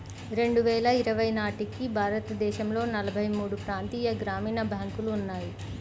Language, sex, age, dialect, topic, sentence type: Telugu, male, 25-30, Central/Coastal, banking, statement